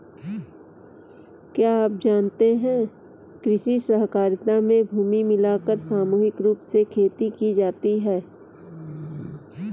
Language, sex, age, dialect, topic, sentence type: Hindi, female, 25-30, Kanauji Braj Bhasha, agriculture, statement